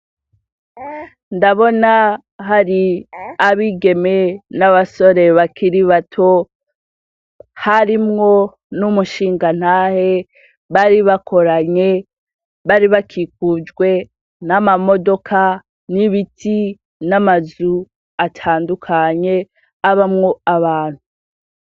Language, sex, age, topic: Rundi, female, 18-24, education